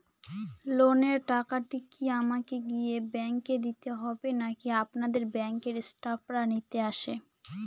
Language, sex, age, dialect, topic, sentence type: Bengali, female, 18-24, Northern/Varendri, banking, question